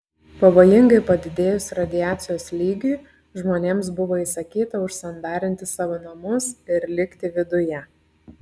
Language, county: Lithuanian, Klaipėda